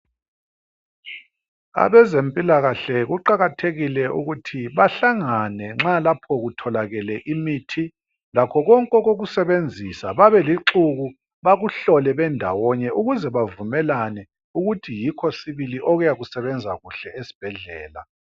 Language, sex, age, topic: North Ndebele, male, 50+, health